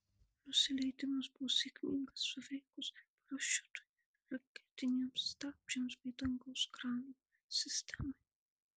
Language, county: Lithuanian, Marijampolė